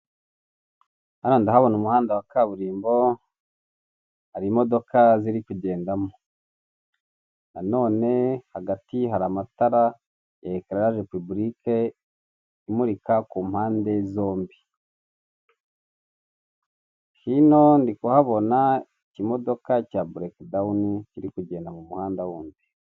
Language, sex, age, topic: Kinyarwanda, male, 18-24, government